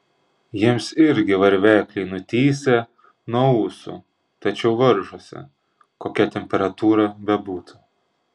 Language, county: Lithuanian, Klaipėda